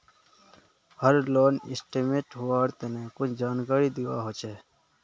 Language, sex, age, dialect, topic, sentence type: Magahi, male, 51-55, Northeastern/Surjapuri, banking, statement